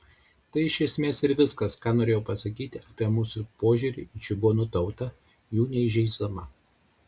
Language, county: Lithuanian, Šiauliai